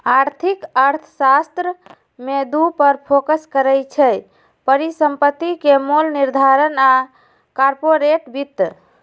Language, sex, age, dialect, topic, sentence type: Magahi, female, 18-24, Western, banking, statement